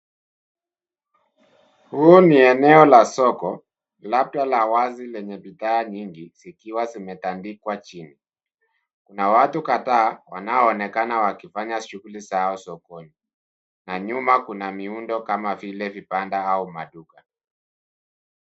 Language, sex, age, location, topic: Swahili, male, 36-49, Nairobi, finance